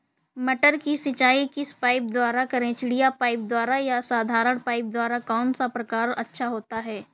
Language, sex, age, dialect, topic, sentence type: Hindi, female, 18-24, Awadhi Bundeli, agriculture, question